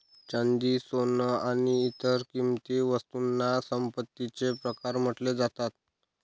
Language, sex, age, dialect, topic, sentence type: Marathi, male, 18-24, Northern Konkan, banking, statement